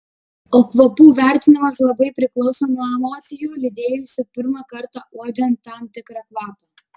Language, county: Lithuanian, Vilnius